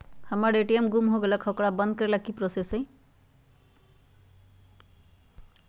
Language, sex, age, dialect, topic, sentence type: Magahi, male, 31-35, Western, banking, question